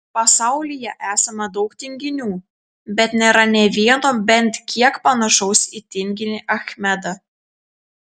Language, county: Lithuanian, Telšiai